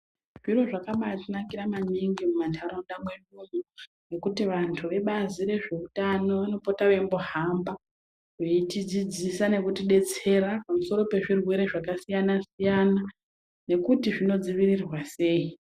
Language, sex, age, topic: Ndau, female, 18-24, health